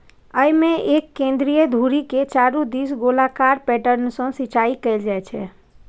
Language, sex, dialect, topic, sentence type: Maithili, female, Eastern / Thethi, agriculture, statement